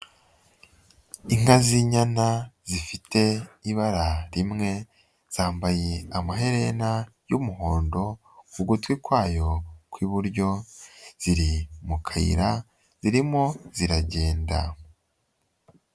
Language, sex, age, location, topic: Kinyarwanda, male, 18-24, Nyagatare, agriculture